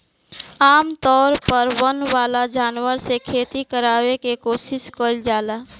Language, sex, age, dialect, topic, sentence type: Bhojpuri, female, 18-24, Southern / Standard, agriculture, statement